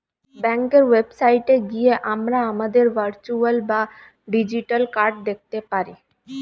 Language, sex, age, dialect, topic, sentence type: Bengali, female, 25-30, Standard Colloquial, banking, statement